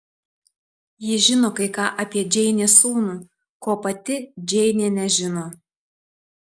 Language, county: Lithuanian, Tauragė